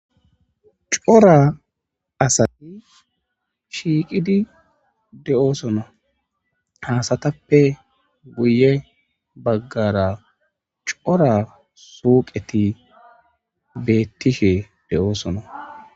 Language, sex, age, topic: Gamo, female, 25-35, agriculture